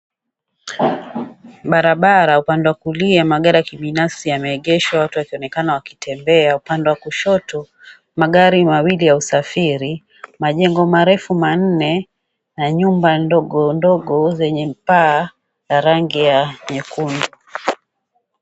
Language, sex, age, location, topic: Swahili, female, 36-49, Mombasa, government